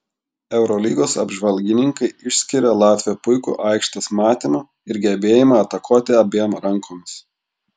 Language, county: Lithuanian, Klaipėda